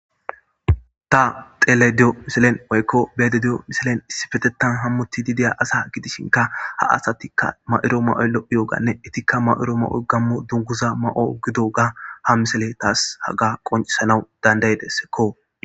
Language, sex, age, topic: Gamo, female, 18-24, government